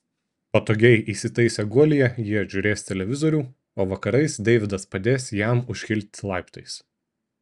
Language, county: Lithuanian, Šiauliai